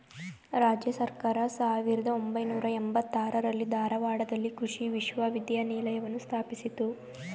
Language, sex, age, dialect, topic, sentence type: Kannada, female, 18-24, Mysore Kannada, agriculture, statement